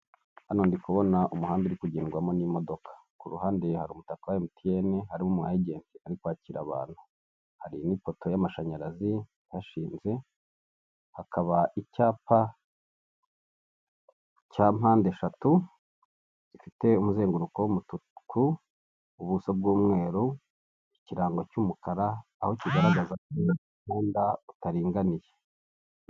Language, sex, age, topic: Kinyarwanda, male, 18-24, government